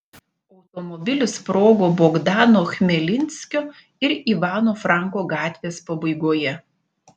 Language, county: Lithuanian, Panevėžys